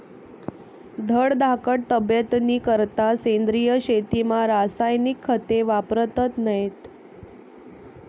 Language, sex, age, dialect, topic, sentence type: Marathi, female, 25-30, Northern Konkan, agriculture, statement